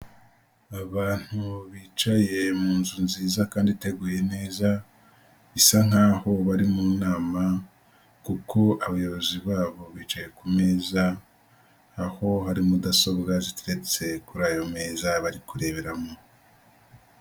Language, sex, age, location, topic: Kinyarwanda, male, 18-24, Nyagatare, health